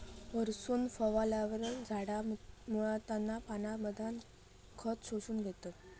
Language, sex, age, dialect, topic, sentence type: Marathi, female, 18-24, Southern Konkan, agriculture, statement